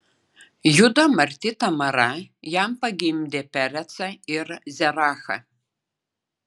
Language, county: Lithuanian, Klaipėda